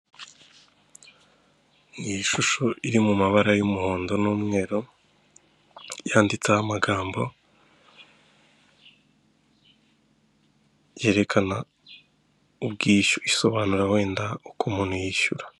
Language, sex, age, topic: Kinyarwanda, male, 25-35, finance